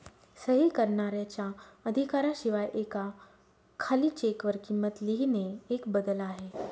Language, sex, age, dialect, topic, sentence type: Marathi, female, 18-24, Northern Konkan, banking, statement